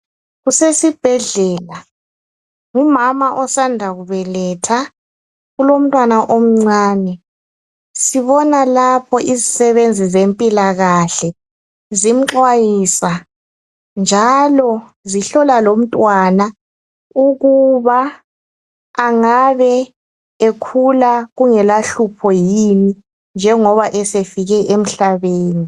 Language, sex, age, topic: North Ndebele, female, 36-49, health